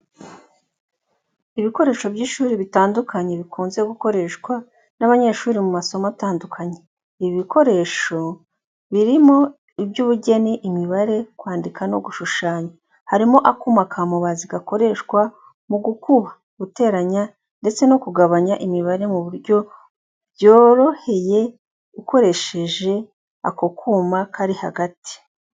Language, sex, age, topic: Kinyarwanda, female, 25-35, education